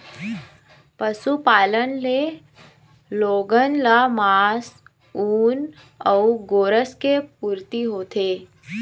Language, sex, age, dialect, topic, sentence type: Chhattisgarhi, female, 25-30, Eastern, agriculture, statement